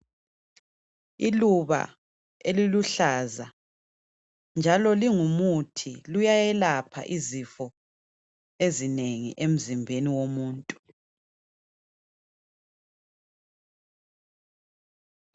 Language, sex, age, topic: North Ndebele, female, 25-35, health